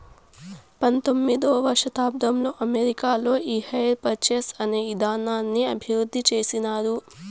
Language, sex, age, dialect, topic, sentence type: Telugu, female, 18-24, Southern, banking, statement